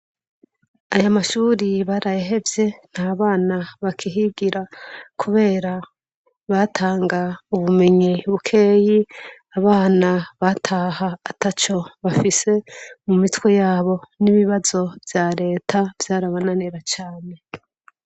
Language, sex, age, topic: Rundi, female, 25-35, education